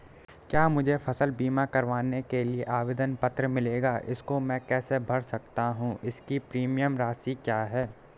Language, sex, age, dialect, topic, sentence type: Hindi, male, 18-24, Garhwali, banking, question